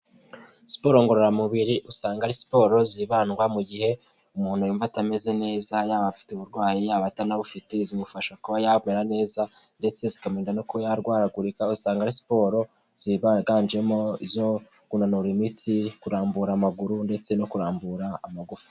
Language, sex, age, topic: Kinyarwanda, male, 18-24, health